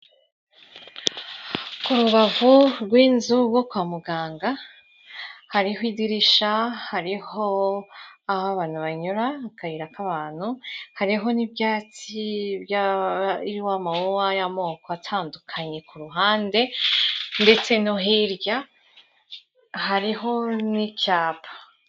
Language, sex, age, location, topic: Kinyarwanda, female, 36-49, Kigali, health